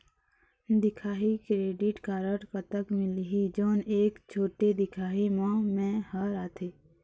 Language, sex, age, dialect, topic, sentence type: Chhattisgarhi, female, 31-35, Eastern, agriculture, question